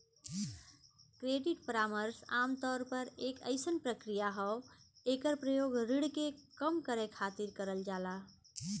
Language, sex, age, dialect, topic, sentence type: Bhojpuri, female, 41-45, Western, banking, statement